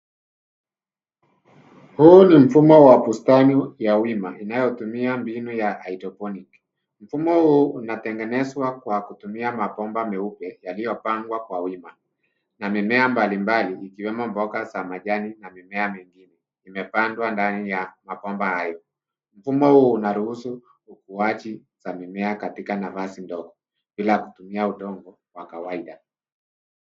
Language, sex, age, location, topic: Swahili, male, 50+, Nairobi, agriculture